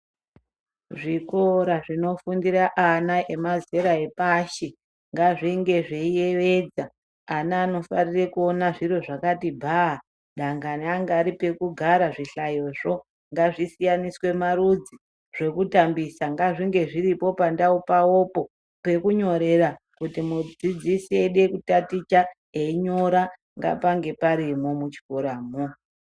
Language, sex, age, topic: Ndau, male, 36-49, education